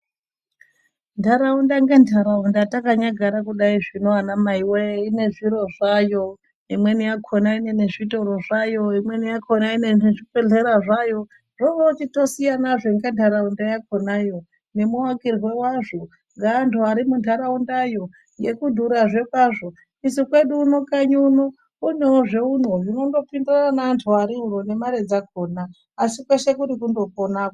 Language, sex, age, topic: Ndau, female, 36-49, health